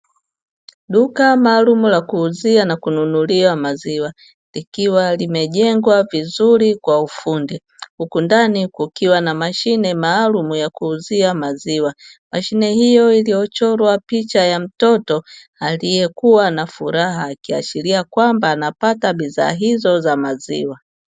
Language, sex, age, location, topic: Swahili, female, 25-35, Dar es Salaam, finance